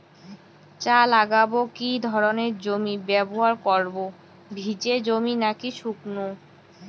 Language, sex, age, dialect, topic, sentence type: Bengali, female, 18-24, Rajbangshi, agriculture, question